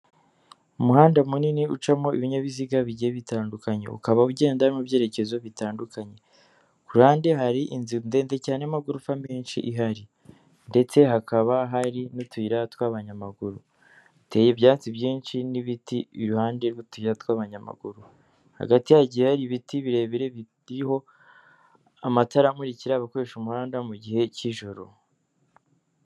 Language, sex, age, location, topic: Kinyarwanda, female, 18-24, Kigali, government